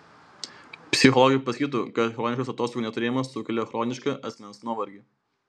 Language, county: Lithuanian, Vilnius